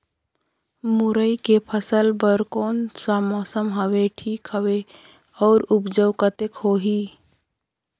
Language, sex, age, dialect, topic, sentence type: Chhattisgarhi, female, 18-24, Northern/Bhandar, agriculture, question